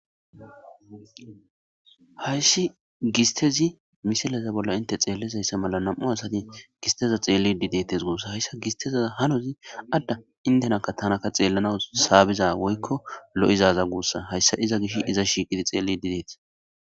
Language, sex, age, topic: Gamo, male, 25-35, agriculture